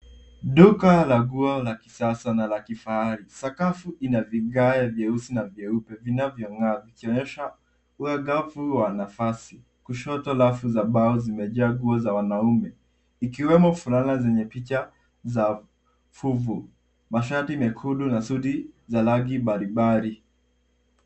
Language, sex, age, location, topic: Swahili, male, 18-24, Nairobi, finance